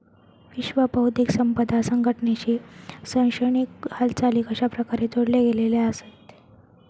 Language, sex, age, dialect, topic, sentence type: Marathi, female, 36-40, Southern Konkan, banking, statement